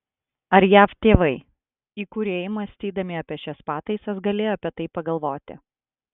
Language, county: Lithuanian, Klaipėda